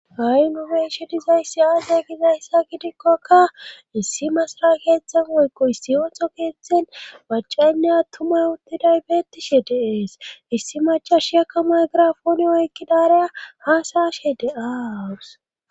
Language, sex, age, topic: Gamo, female, 18-24, government